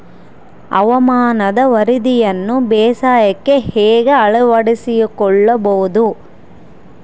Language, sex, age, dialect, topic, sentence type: Kannada, female, 31-35, Central, agriculture, question